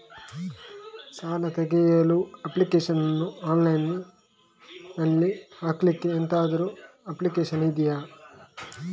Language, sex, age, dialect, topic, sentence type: Kannada, male, 18-24, Coastal/Dakshin, banking, question